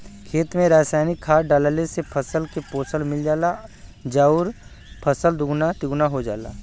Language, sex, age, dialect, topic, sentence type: Bhojpuri, male, 25-30, Western, agriculture, statement